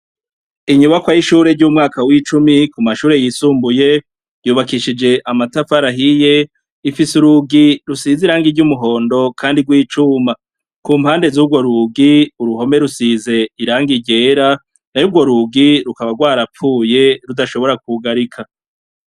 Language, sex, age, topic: Rundi, male, 36-49, education